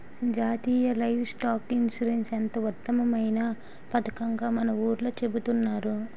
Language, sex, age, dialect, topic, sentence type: Telugu, female, 18-24, Utterandhra, agriculture, statement